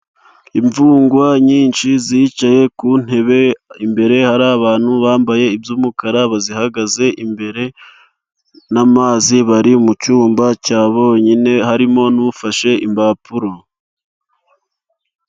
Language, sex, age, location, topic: Kinyarwanda, male, 25-35, Musanze, government